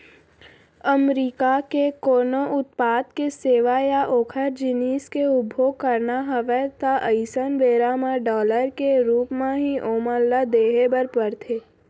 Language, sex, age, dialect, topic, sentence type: Chhattisgarhi, male, 25-30, Central, banking, statement